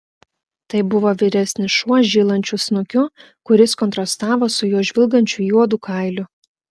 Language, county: Lithuanian, Klaipėda